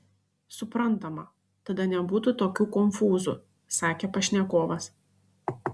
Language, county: Lithuanian, Šiauliai